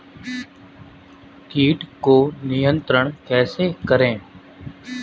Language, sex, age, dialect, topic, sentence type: Hindi, male, 25-30, Marwari Dhudhari, agriculture, question